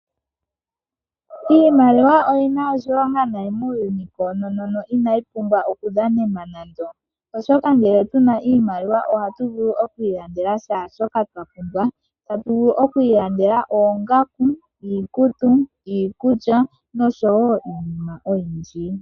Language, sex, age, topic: Oshiwambo, female, 18-24, finance